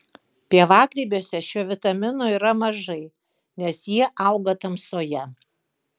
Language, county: Lithuanian, Kaunas